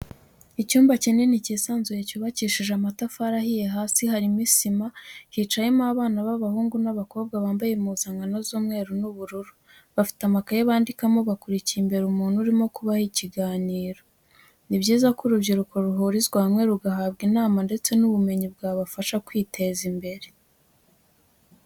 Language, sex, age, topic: Kinyarwanda, female, 18-24, education